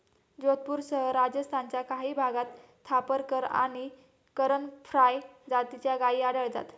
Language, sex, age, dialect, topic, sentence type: Marathi, female, 18-24, Standard Marathi, agriculture, statement